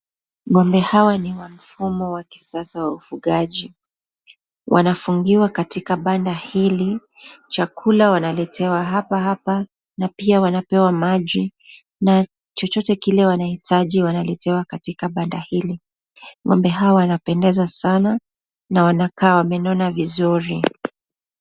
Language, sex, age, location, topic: Swahili, female, 25-35, Nakuru, agriculture